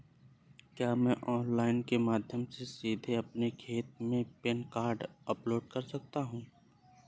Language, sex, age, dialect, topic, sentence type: Hindi, male, 25-30, Awadhi Bundeli, banking, question